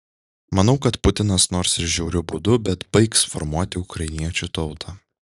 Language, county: Lithuanian, Šiauliai